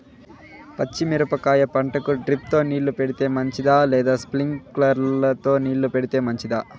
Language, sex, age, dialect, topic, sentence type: Telugu, male, 18-24, Southern, agriculture, question